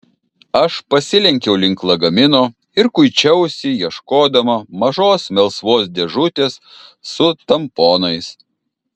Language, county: Lithuanian, Kaunas